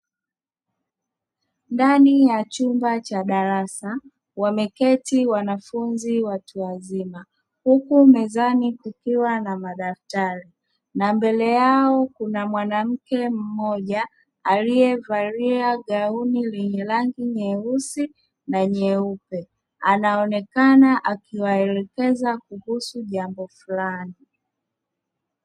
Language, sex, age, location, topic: Swahili, female, 25-35, Dar es Salaam, education